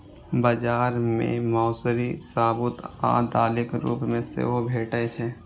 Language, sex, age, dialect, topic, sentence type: Maithili, male, 18-24, Eastern / Thethi, agriculture, statement